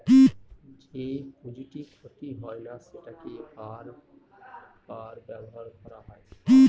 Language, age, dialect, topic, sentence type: Bengali, 60-100, Northern/Varendri, banking, statement